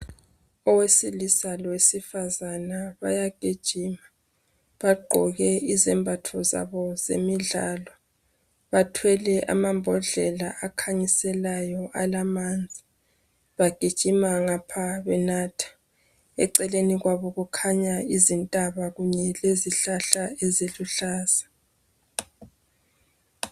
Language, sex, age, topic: North Ndebele, female, 25-35, health